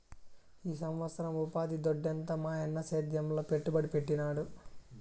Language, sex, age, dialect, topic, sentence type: Telugu, male, 31-35, Southern, banking, statement